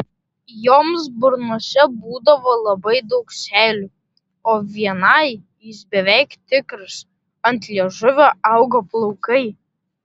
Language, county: Lithuanian, Vilnius